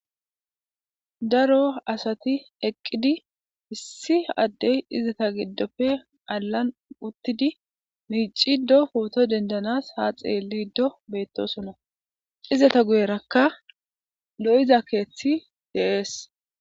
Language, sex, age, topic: Gamo, female, 25-35, government